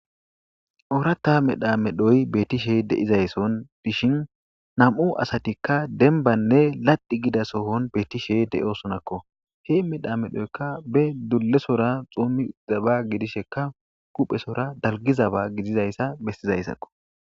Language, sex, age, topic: Gamo, female, 18-24, government